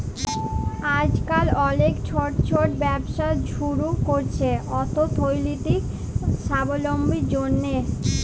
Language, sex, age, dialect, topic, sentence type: Bengali, female, 18-24, Jharkhandi, banking, statement